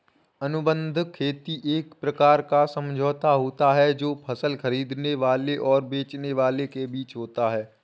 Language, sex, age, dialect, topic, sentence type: Hindi, male, 25-30, Awadhi Bundeli, agriculture, statement